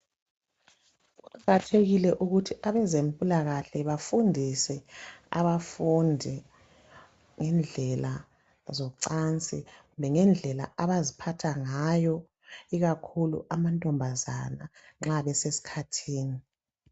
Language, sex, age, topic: North Ndebele, male, 36-49, health